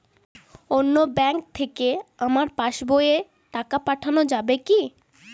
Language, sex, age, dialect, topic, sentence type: Bengali, female, 18-24, Western, banking, question